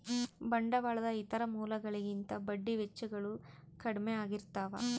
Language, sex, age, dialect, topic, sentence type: Kannada, female, 31-35, Central, banking, statement